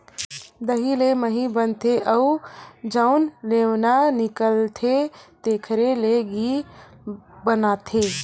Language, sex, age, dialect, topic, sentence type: Chhattisgarhi, female, 18-24, Western/Budati/Khatahi, agriculture, statement